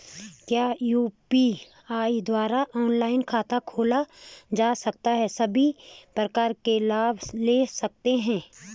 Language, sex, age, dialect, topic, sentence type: Hindi, female, 36-40, Garhwali, banking, question